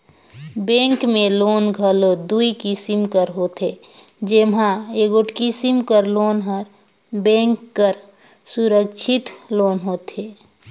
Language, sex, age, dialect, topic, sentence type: Chhattisgarhi, female, 31-35, Northern/Bhandar, banking, statement